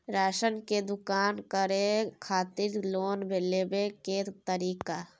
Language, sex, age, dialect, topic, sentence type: Maithili, female, 18-24, Bajjika, banking, question